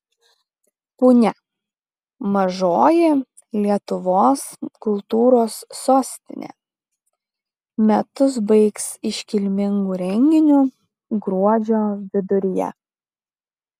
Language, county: Lithuanian, Šiauliai